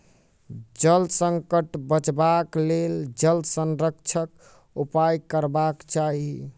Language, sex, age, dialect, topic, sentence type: Maithili, male, 18-24, Southern/Standard, agriculture, statement